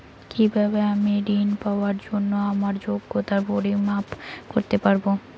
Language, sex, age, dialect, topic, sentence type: Bengali, female, 18-24, Rajbangshi, banking, question